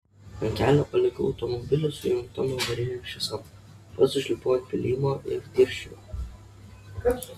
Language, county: Lithuanian, Kaunas